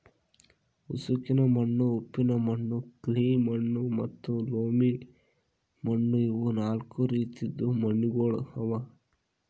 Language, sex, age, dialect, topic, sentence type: Kannada, male, 41-45, Northeastern, agriculture, statement